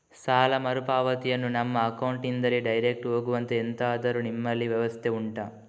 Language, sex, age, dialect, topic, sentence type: Kannada, male, 18-24, Coastal/Dakshin, banking, question